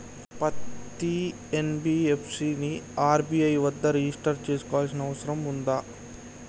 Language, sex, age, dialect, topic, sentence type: Telugu, male, 60-100, Telangana, banking, question